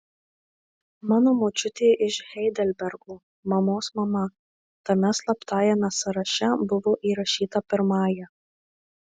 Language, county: Lithuanian, Marijampolė